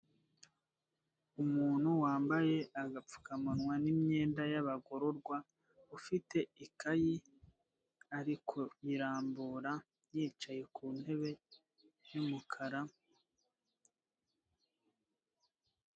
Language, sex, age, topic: Kinyarwanda, male, 25-35, government